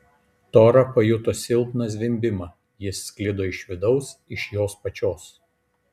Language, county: Lithuanian, Kaunas